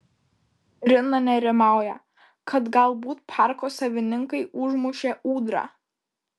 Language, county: Lithuanian, Kaunas